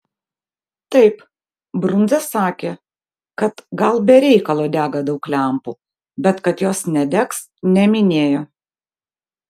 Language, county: Lithuanian, Vilnius